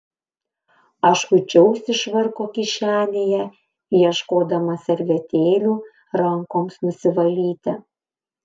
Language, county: Lithuanian, Panevėžys